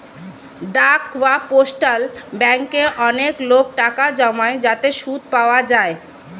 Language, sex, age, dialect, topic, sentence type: Bengali, female, 25-30, Standard Colloquial, banking, statement